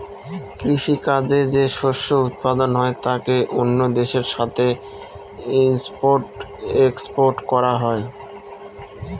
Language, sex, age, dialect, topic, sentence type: Bengali, male, 36-40, Northern/Varendri, agriculture, statement